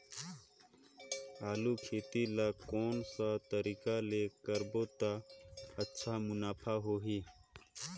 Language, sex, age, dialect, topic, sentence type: Chhattisgarhi, male, 25-30, Northern/Bhandar, agriculture, question